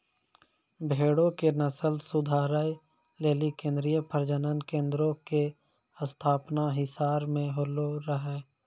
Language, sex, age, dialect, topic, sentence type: Maithili, male, 56-60, Angika, agriculture, statement